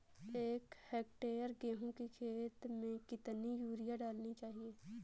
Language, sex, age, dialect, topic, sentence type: Hindi, female, 18-24, Awadhi Bundeli, agriculture, question